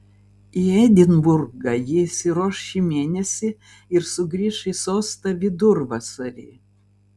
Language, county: Lithuanian, Vilnius